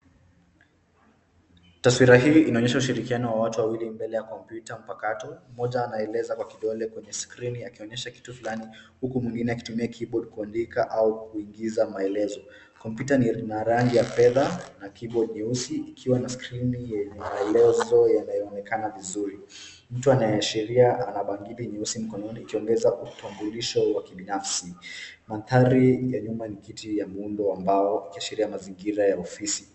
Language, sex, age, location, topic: Swahili, male, 18-24, Nairobi, education